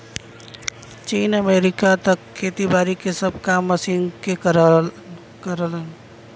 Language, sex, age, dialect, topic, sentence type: Bhojpuri, female, 41-45, Western, agriculture, statement